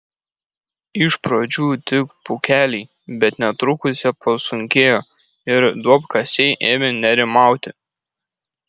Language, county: Lithuanian, Kaunas